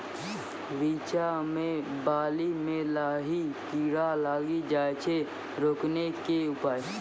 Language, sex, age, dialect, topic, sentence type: Maithili, female, 36-40, Angika, agriculture, question